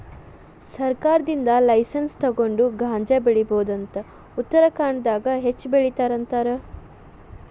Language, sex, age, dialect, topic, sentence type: Kannada, female, 41-45, Dharwad Kannada, agriculture, statement